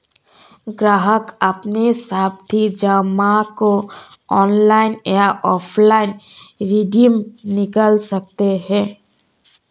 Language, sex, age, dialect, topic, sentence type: Hindi, female, 18-24, Marwari Dhudhari, banking, statement